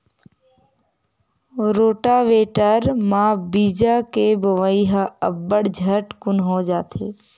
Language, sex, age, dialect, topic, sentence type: Chhattisgarhi, female, 18-24, Western/Budati/Khatahi, agriculture, statement